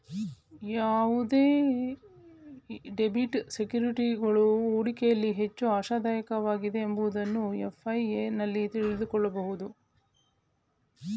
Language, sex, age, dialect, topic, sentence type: Kannada, female, 46-50, Mysore Kannada, banking, statement